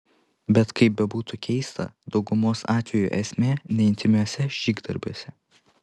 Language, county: Lithuanian, Panevėžys